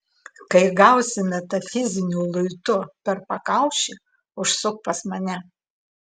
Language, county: Lithuanian, Klaipėda